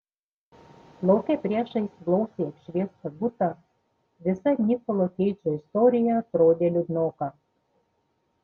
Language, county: Lithuanian, Panevėžys